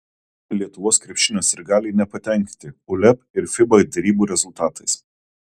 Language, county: Lithuanian, Kaunas